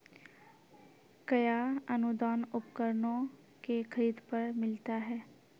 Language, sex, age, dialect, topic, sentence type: Maithili, female, 46-50, Angika, agriculture, question